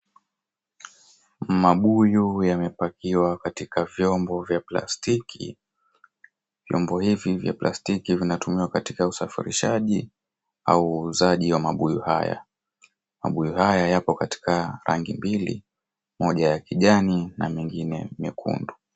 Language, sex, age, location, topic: Swahili, male, 18-24, Mombasa, agriculture